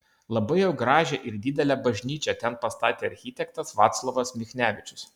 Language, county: Lithuanian, Kaunas